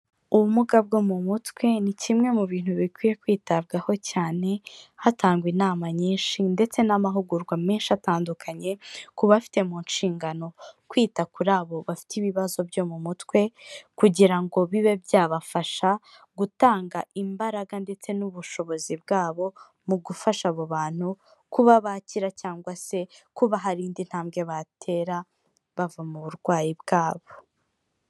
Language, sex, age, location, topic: Kinyarwanda, female, 25-35, Kigali, health